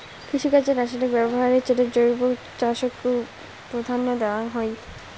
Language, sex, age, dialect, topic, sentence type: Bengali, female, 18-24, Rajbangshi, agriculture, statement